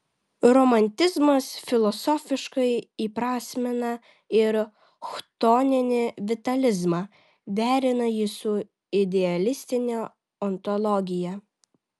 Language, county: Lithuanian, Vilnius